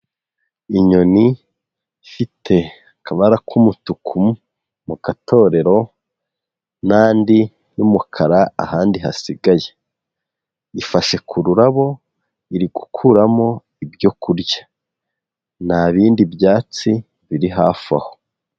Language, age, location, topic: Kinyarwanda, 18-24, Huye, agriculture